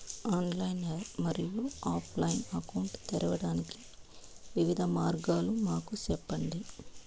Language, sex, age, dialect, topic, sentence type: Telugu, female, 25-30, Southern, banking, question